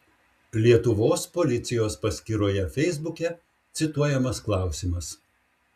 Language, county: Lithuanian, Šiauliai